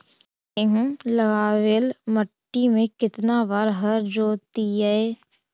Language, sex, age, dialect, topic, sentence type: Magahi, female, 18-24, Central/Standard, agriculture, question